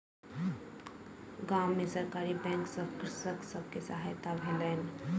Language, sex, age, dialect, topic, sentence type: Maithili, female, 25-30, Southern/Standard, banking, statement